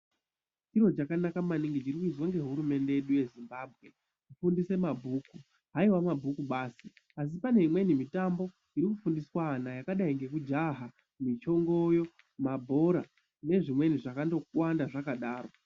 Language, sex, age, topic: Ndau, male, 18-24, education